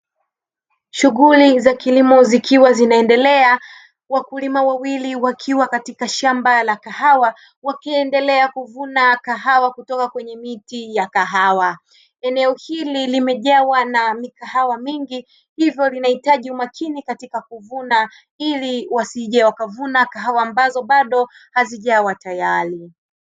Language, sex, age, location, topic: Swahili, female, 25-35, Dar es Salaam, agriculture